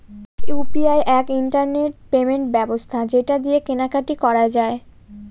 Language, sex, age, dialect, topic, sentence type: Bengali, female, 18-24, Northern/Varendri, banking, statement